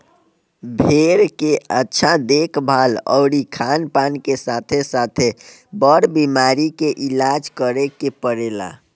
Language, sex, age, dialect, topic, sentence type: Bhojpuri, male, 18-24, Southern / Standard, agriculture, statement